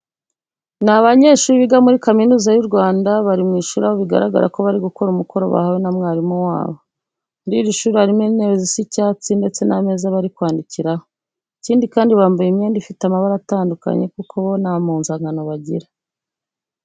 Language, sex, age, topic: Kinyarwanda, female, 25-35, education